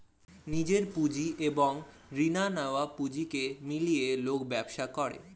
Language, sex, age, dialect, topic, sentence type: Bengali, male, 18-24, Standard Colloquial, banking, statement